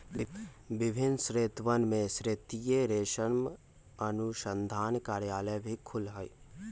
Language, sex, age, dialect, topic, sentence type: Magahi, male, 41-45, Western, agriculture, statement